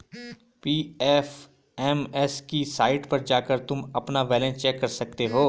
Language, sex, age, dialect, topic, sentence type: Hindi, male, 31-35, Garhwali, banking, statement